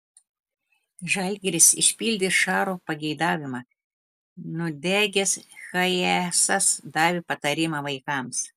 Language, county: Lithuanian, Telšiai